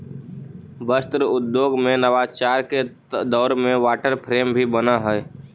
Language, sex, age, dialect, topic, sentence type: Magahi, male, 18-24, Central/Standard, agriculture, statement